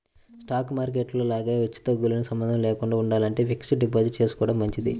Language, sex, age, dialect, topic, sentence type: Telugu, male, 25-30, Central/Coastal, banking, statement